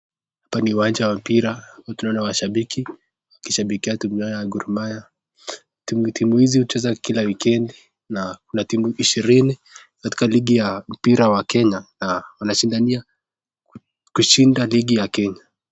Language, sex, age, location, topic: Swahili, male, 18-24, Nakuru, government